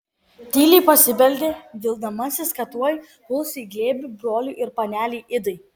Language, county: Lithuanian, Kaunas